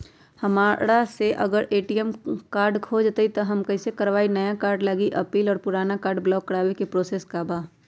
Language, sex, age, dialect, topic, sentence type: Magahi, female, 31-35, Western, banking, question